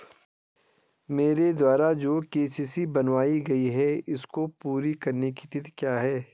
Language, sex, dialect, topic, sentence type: Hindi, male, Garhwali, banking, question